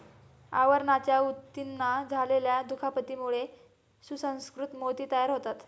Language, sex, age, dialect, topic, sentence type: Marathi, female, 18-24, Standard Marathi, agriculture, statement